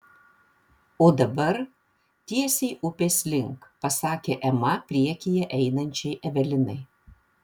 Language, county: Lithuanian, Vilnius